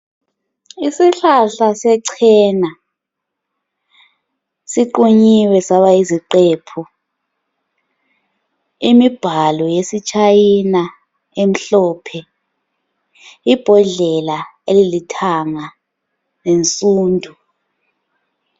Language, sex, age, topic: North Ndebele, female, 25-35, health